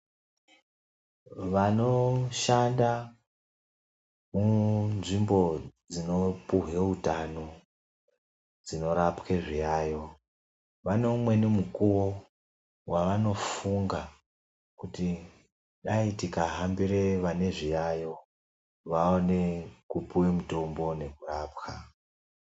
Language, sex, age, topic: Ndau, male, 36-49, health